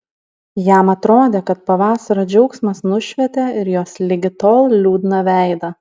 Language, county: Lithuanian, Alytus